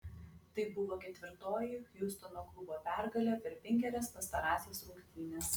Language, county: Lithuanian, Klaipėda